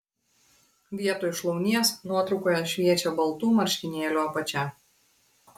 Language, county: Lithuanian, Klaipėda